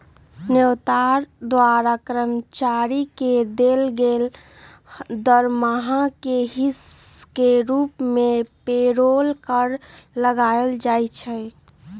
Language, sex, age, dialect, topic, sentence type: Magahi, female, 36-40, Western, banking, statement